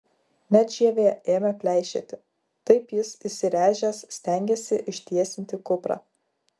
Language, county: Lithuanian, Vilnius